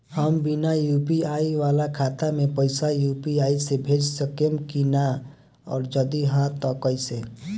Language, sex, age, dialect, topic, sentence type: Bhojpuri, male, 18-24, Southern / Standard, banking, question